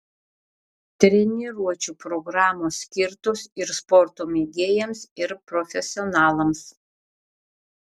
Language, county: Lithuanian, Šiauliai